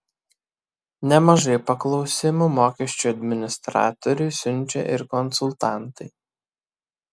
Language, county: Lithuanian, Kaunas